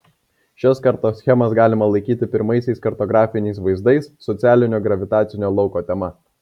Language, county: Lithuanian, Kaunas